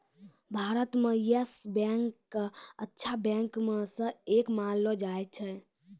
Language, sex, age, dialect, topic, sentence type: Maithili, female, 18-24, Angika, banking, statement